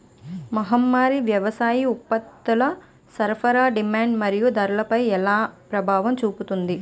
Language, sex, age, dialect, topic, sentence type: Telugu, female, 25-30, Utterandhra, agriculture, question